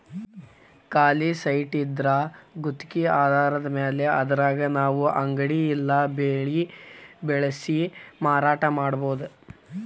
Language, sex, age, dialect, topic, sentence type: Kannada, male, 18-24, Dharwad Kannada, banking, statement